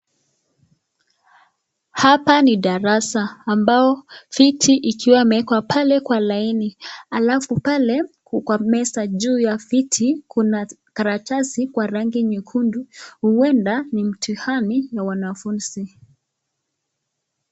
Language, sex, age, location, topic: Swahili, female, 25-35, Nakuru, education